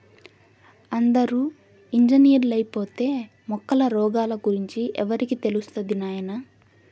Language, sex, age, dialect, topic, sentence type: Telugu, female, 18-24, Southern, agriculture, statement